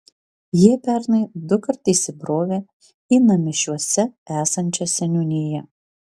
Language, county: Lithuanian, Vilnius